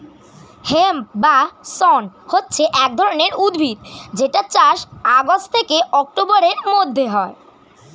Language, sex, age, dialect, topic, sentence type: Bengali, male, <18, Standard Colloquial, agriculture, statement